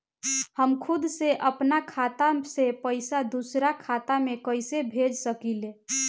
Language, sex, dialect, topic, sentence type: Bhojpuri, female, Northern, banking, question